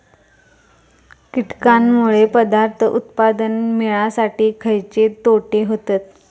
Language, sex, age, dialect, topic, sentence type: Marathi, female, 25-30, Southern Konkan, agriculture, question